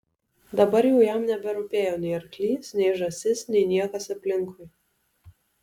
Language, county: Lithuanian, Alytus